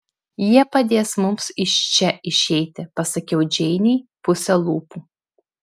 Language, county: Lithuanian, Klaipėda